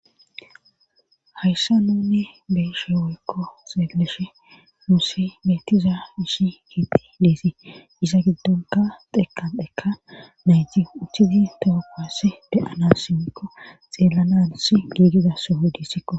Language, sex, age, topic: Gamo, female, 36-49, government